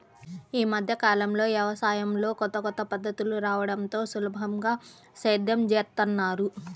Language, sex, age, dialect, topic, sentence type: Telugu, female, 31-35, Central/Coastal, agriculture, statement